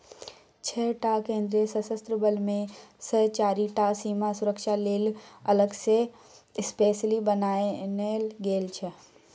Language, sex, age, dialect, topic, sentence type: Maithili, female, 18-24, Bajjika, banking, statement